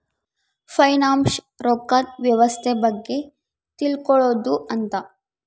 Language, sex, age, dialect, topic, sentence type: Kannada, female, 60-100, Central, banking, statement